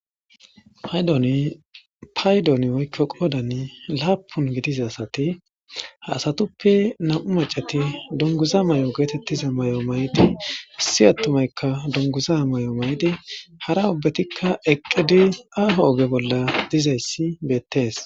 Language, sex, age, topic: Gamo, male, 25-35, government